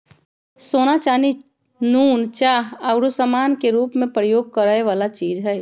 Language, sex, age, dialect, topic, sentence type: Magahi, female, 36-40, Western, banking, statement